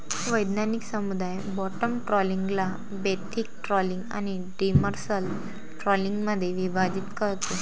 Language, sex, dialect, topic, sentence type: Marathi, female, Varhadi, agriculture, statement